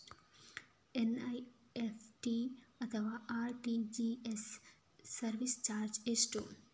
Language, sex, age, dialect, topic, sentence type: Kannada, female, 25-30, Coastal/Dakshin, banking, question